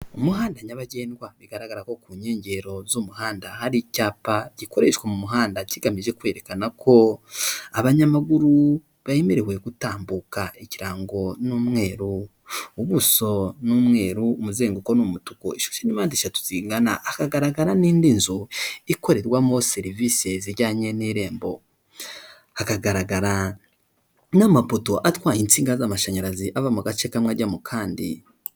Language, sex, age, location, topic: Kinyarwanda, male, 18-24, Kigali, government